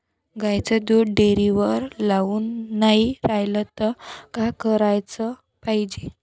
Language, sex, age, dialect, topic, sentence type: Marathi, female, 18-24, Varhadi, agriculture, question